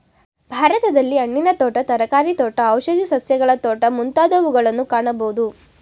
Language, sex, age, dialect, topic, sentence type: Kannada, female, 18-24, Mysore Kannada, agriculture, statement